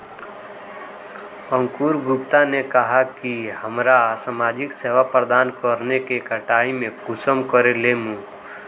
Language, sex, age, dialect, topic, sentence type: Magahi, male, 18-24, Northeastern/Surjapuri, agriculture, question